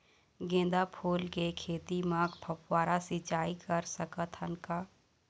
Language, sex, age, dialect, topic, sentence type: Chhattisgarhi, female, 36-40, Eastern, agriculture, question